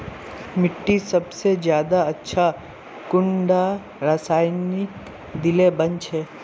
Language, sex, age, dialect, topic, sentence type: Magahi, male, 46-50, Northeastern/Surjapuri, agriculture, question